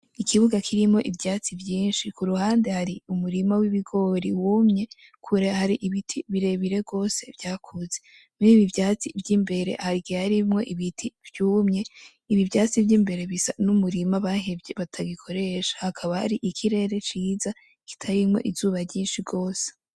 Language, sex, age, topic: Rundi, female, 18-24, agriculture